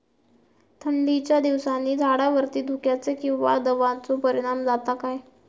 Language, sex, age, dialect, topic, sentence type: Marathi, female, 18-24, Southern Konkan, agriculture, question